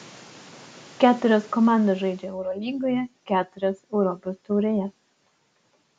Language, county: Lithuanian, Utena